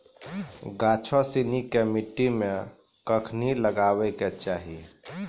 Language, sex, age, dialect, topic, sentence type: Maithili, male, 25-30, Angika, agriculture, statement